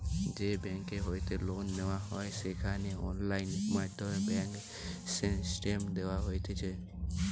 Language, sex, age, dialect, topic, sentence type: Bengali, male, 18-24, Western, banking, statement